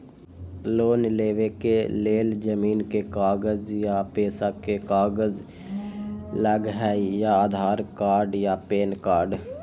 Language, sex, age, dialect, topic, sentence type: Magahi, male, 18-24, Western, banking, question